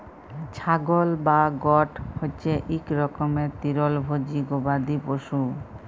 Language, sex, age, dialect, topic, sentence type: Bengali, female, 36-40, Jharkhandi, agriculture, statement